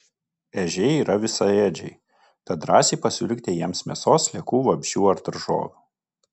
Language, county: Lithuanian, Kaunas